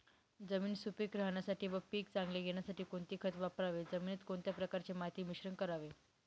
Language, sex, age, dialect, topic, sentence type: Marathi, female, 18-24, Northern Konkan, agriculture, question